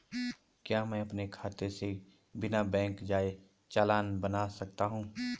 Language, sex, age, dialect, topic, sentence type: Hindi, male, 31-35, Garhwali, banking, question